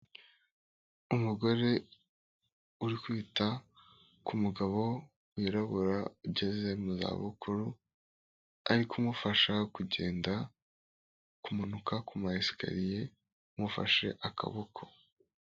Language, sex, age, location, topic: Kinyarwanda, female, 18-24, Kigali, health